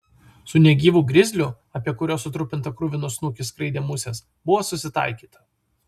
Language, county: Lithuanian, Vilnius